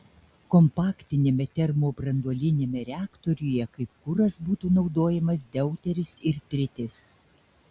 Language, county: Lithuanian, Šiauliai